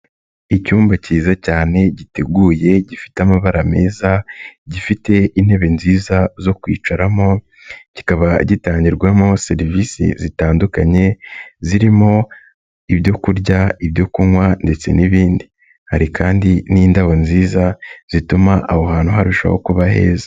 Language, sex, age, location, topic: Kinyarwanda, male, 25-35, Nyagatare, finance